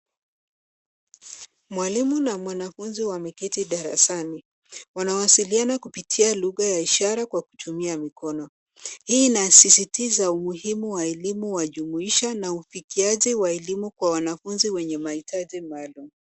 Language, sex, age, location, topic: Swahili, female, 25-35, Nairobi, education